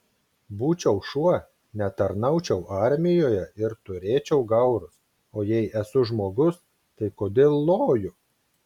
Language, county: Lithuanian, Klaipėda